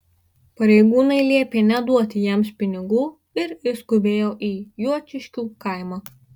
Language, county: Lithuanian, Marijampolė